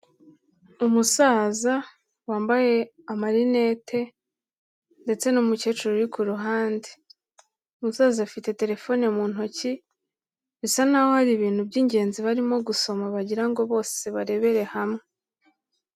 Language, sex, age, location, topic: Kinyarwanda, female, 18-24, Kigali, health